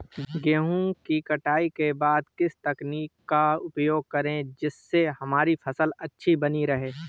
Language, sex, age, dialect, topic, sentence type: Hindi, male, 18-24, Awadhi Bundeli, agriculture, question